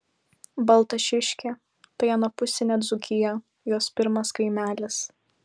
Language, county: Lithuanian, Vilnius